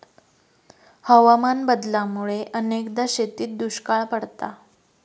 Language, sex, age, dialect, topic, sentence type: Marathi, female, 18-24, Southern Konkan, agriculture, statement